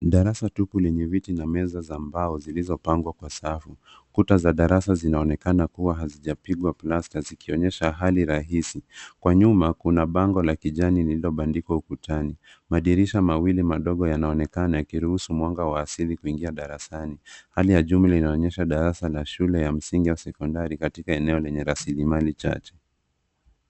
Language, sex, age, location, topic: Swahili, male, 25-35, Nairobi, education